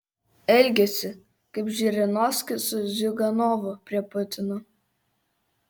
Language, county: Lithuanian, Kaunas